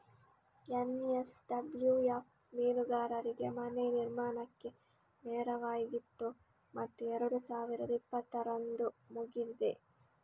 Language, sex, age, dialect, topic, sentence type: Kannada, female, 36-40, Coastal/Dakshin, agriculture, statement